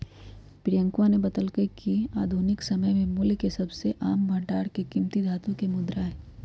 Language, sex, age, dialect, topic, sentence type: Magahi, female, 31-35, Western, banking, statement